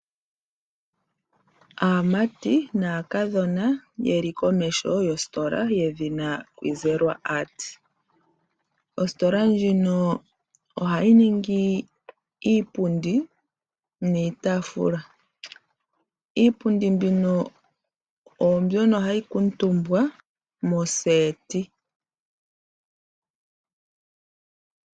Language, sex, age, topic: Oshiwambo, female, 25-35, finance